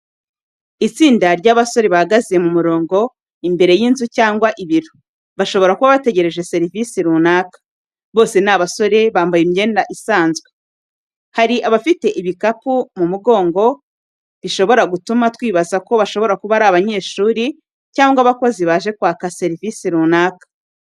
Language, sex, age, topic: Kinyarwanda, female, 36-49, education